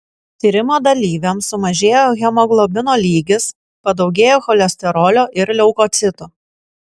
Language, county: Lithuanian, Kaunas